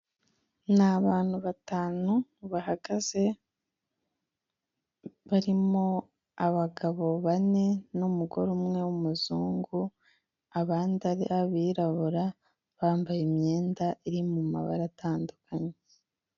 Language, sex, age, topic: Kinyarwanda, female, 18-24, health